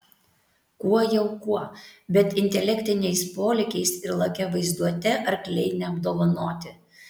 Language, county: Lithuanian, Tauragė